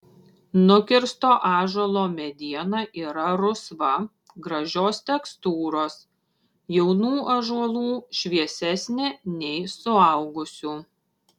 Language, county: Lithuanian, Šiauliai